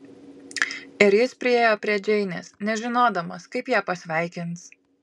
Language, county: Lithuanian, Kaunas